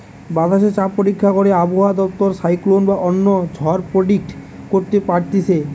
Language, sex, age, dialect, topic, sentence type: Bengali, male, 18-24, Western, agriculture, statement